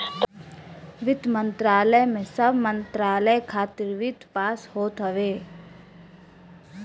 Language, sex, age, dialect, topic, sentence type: Bhojpuri, female, 18-24, Northern, banking, statement